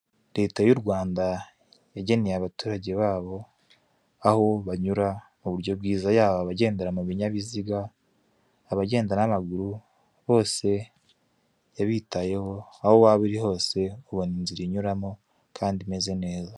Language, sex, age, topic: Kinyarwanda, male, 25-35, government